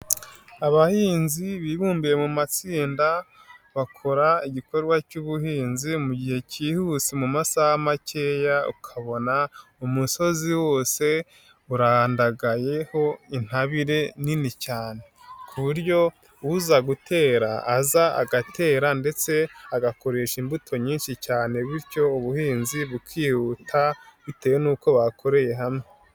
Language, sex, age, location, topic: Kinyarwanda, male, 18-24, Nyagatare, government